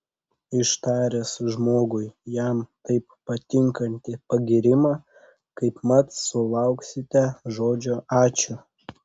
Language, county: Lithuanian, Panevėžys